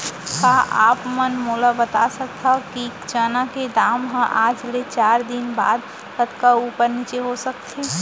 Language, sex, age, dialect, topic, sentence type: Chhattisgarhi, male, 60-100, Central, agriculture, question